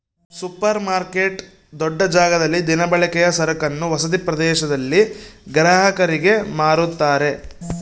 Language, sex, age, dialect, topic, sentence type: Kannada, male, 18-24, Central, agriculture, statement